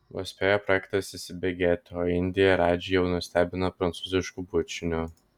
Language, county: Lithuanian, Vilnius